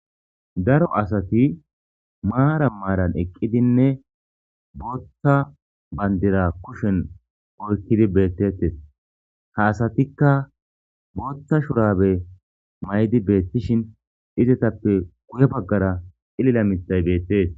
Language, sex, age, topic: Gamo, male, 25-35, government